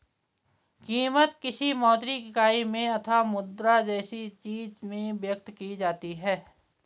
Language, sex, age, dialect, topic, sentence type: Hindi, female, 56-60, Garhwali, banking, statement